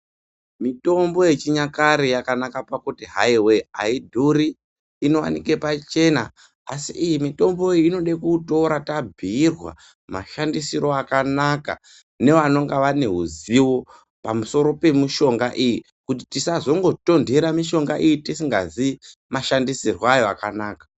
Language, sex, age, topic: Ndau, male, 18-24, health